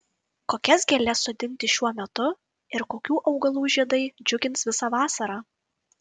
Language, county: Lithuanian, Kaunas